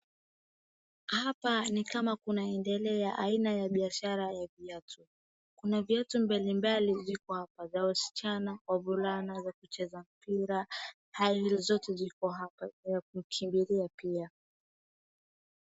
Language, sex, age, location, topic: Swahili, female, 18-24, Wajir, finance